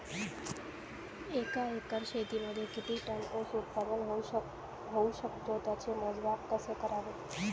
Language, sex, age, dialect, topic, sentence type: Marathi, female, 25-30, Northern Konkan, agriculture, question